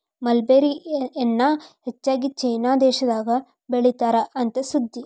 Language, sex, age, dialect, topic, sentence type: Kannada, female, 18-24, Dharwad Kannada, agriculture, statement